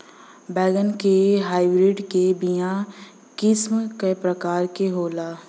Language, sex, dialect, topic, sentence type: Bhojpuri, female, Western, agriculture, question